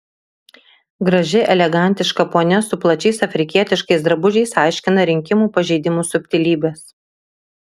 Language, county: Lithuanian, Kaunas